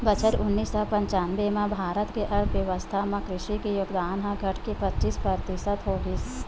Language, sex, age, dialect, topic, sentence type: Chhattisgarhi, female, 25-30, Western/Budati/Khatahi, agriculture, statement